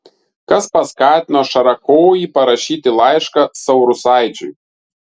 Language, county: Lithuanian, Vilnius